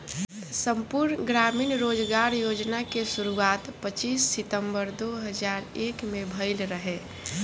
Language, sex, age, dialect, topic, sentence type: Bhojpuri, female, <18, Northern, banking, statement